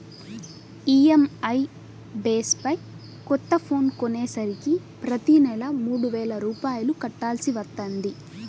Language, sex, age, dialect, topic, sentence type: Telugu, female, 18-24, Central/Coastal, banking, statement